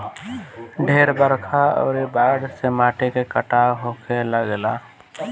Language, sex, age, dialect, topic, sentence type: Bhojpuri, male, 18-24, Northern, agriculture, statement